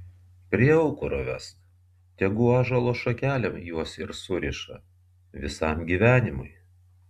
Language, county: Lithuanian, Vilnius